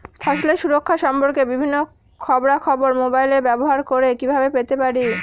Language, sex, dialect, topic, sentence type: Bengali, female, Northern/Varendri, agriculture, question